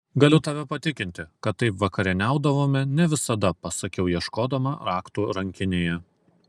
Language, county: Lithuanian, Kaunas